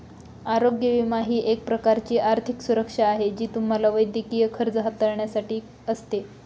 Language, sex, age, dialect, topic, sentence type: Marathi, female, 25-30, Northern Konkan, banking, statement